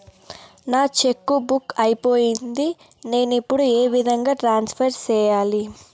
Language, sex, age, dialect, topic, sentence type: Telugu, female, 18-24, Southern, banking, question